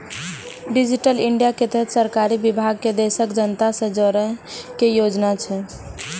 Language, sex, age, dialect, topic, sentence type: Maithili, female, 18-24, Eastern / Thethi, banking, statement